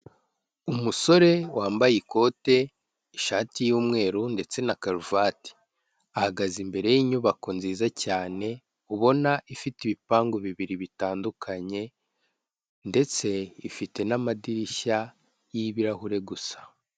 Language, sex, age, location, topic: Kinyarwanda, male, 25-35, Kigali, finance